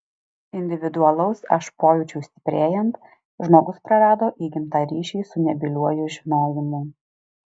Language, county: Lithuanian, Alytus